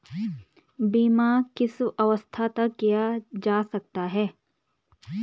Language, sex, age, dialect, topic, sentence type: Hindi, female, 25-30, Garhwali, banking, question